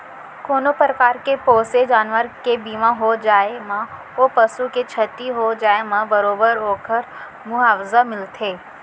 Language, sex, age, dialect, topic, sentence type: Chhattisgarhi, female, 18-24, Central, banking, statement